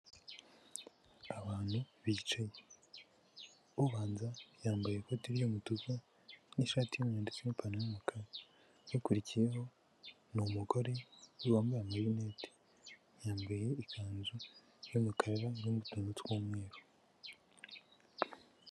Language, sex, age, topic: Kinyarwanda, female, 18-24, government